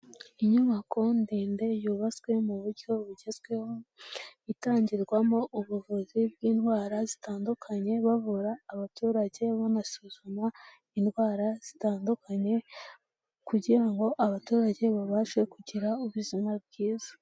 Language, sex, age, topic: Kinyarwanda, female, 18-24, health